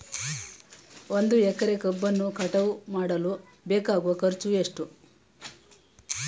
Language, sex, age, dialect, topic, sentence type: Kannada, female, 18-24, Mysore Kannada, agriculture, question